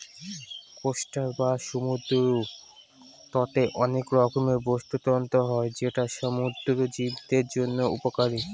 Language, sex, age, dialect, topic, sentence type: Bengali, female, 25-30, Northern/Varendri, agriculture, statement